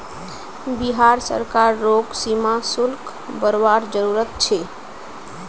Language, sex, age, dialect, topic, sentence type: Magahi, female, 18-24, Northeastern/Surjapuri, banking, statement